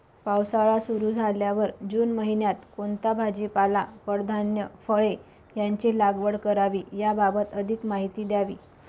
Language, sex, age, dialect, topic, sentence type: Marathi, female, 25-30, Northern Konkan, agriculture, question